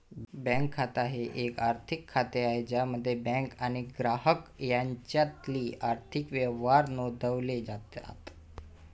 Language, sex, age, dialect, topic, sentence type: Marathi, male, 25-30, Northern Konkan, banking, statement